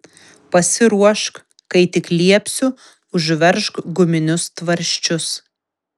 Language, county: Lithuanian, Vilnius